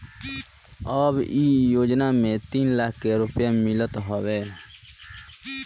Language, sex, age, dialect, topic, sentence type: Bhojpuri, male, 25-30, Northern, banking, statement